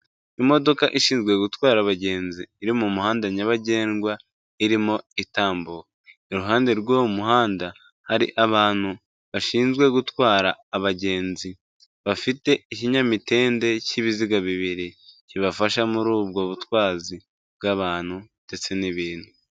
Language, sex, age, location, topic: Kinyarwanda, female, 25-35, Kigali, government